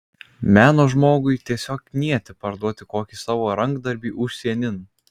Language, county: Lithuanian, Kaunas